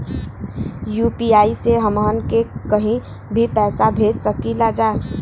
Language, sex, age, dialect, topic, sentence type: Bhojpuri, female, 18-24, Western, banking, question